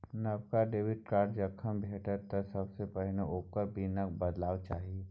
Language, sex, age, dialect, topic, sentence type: Maithili, male, 18-24, Bajjika, banking, statement